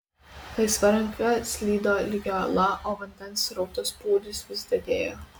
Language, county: Lithuanian, Kaunas